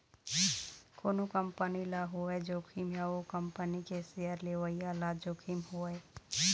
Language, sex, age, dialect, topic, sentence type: Chhattisgarhi, female, 31-35, Eastern, banking, statement